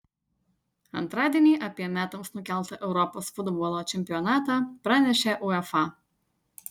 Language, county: Lithuanian, Utena